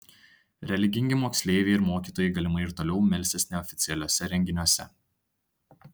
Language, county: Lithuanian, Tauragė